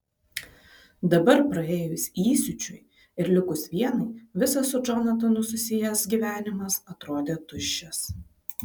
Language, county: Lithuanian, Vilnius